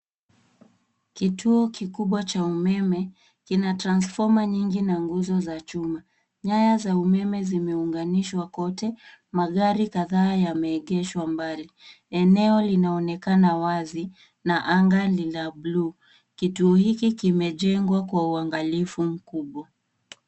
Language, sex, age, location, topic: Swahili, female, 18-24, Nairobi, government